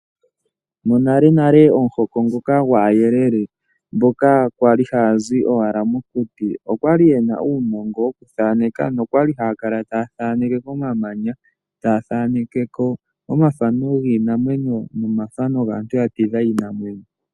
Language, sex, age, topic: Oshiwambo, male, 18-24, agriculture